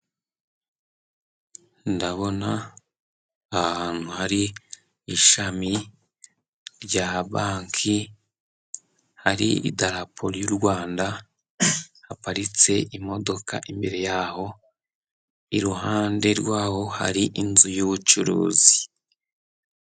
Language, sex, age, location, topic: Kinyarwanda, male, 18-24, Musanze, finance